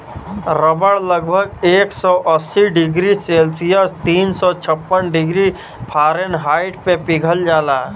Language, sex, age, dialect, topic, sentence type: Bhojpuri, male, 25-30, Western, agriculture, statement